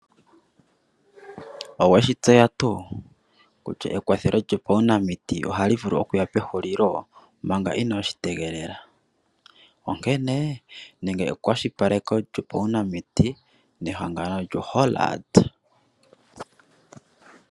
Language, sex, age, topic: Oshiwambo, male, 25-35, finance